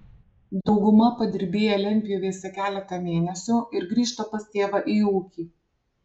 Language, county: Lithuanian, Alytus